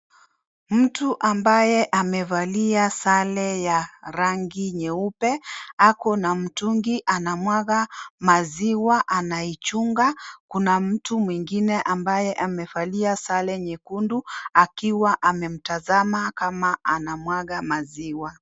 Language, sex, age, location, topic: Swahili, female, 36-49, Kisii, agriculture